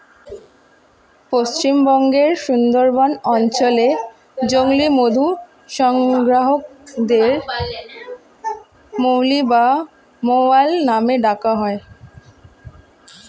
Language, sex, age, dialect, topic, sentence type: Bengali, female, <18, Standard Colloquial, agriculture, statement